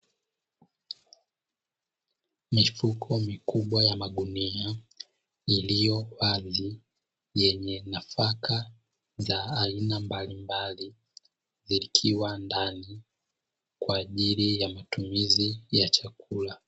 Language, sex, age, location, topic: Swahili, male, 25-35, Dar es Salaam, agriculture